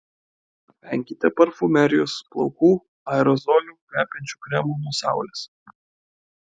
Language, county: Lithuanian, Klaipėda